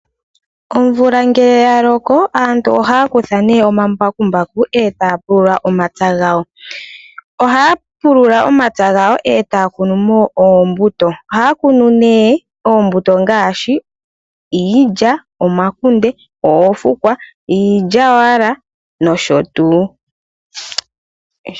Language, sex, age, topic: Oshiwambo, female, 18-24, agriculture